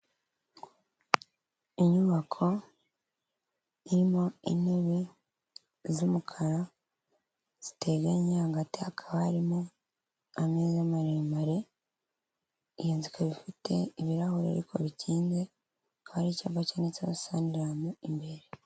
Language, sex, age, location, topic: Kinyarwanda, male, 36-49, Kigali, finance